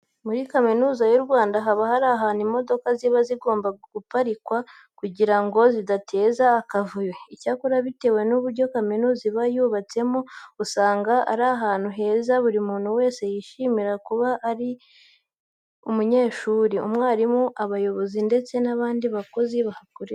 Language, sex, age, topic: Kinyarwanda, female, 18-24, education